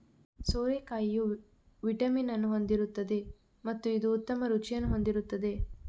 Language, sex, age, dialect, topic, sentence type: Kannada, female, 18-24, Coastal/Dakshin, agriculture, statement